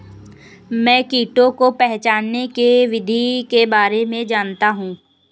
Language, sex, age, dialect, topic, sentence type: Hindi, female, 56-60, Kanauji Braj Bhasha, agriculture, statement